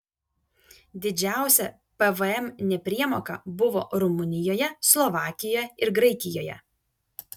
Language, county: Lithuanian, Vilnius